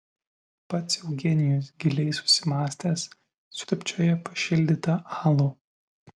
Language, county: Lithuanian, Vilnius